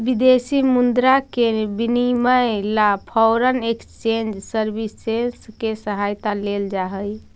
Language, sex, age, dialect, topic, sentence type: Magahi, female, 56-60, Central/Standard, banking, statement